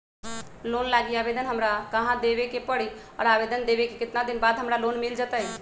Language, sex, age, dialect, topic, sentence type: Magahi, male, 25-30, Western, banking, question